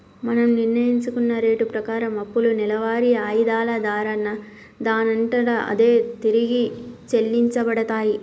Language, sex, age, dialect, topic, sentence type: Telugu, female, 31-35, Telangana, banking, statement